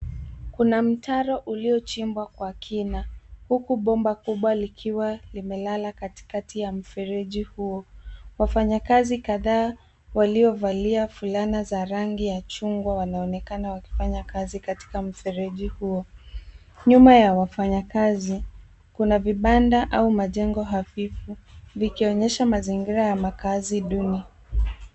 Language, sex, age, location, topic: Swahili, female, 36-49, Nairobi, government